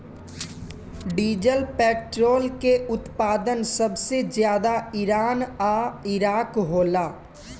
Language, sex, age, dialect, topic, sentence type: Bhojpuri, male, 18-24, Southern / Standard, agriculture, statement